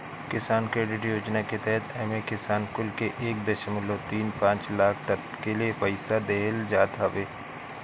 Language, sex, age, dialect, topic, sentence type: Bhojpuri, male, 31-35, Northern, banking, statement